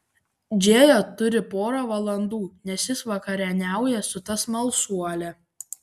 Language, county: Lithuanian, Panevėžys